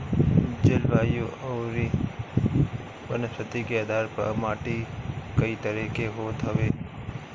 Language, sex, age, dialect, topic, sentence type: Bhojpuri, male, 31-35, Northern, agriculture, statement